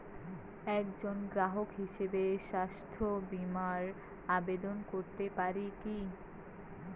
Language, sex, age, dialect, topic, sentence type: Bengali, female, 18-24, Rajbangshi, banking, question